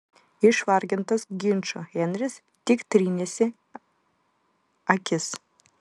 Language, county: Lithuanian, Vilnius